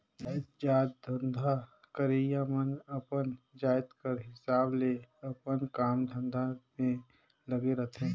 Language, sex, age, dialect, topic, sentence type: Chhattisgarhi, male, 18-24, Northern/Bhandar, banking, statement